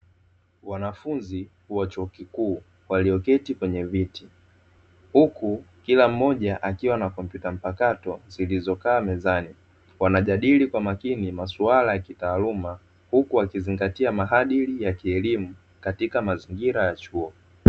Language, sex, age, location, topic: Swahili, male, 25-35, Dar es Salaam, education